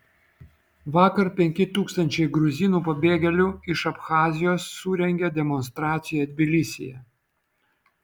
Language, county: Lithuanian, Vilnius